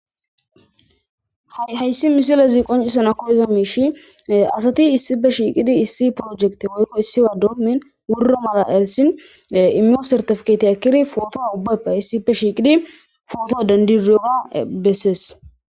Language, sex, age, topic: Gamo, female, 25-35, government